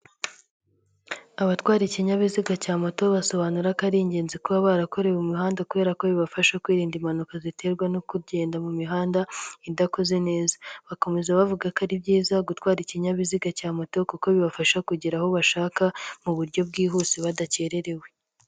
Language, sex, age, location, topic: Kinyarwanda, male, 25-35, Nyagatare, finance